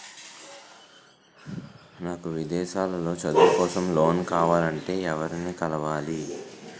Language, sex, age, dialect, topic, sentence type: Telugu, male, 18-24, Utterandhra, banking, question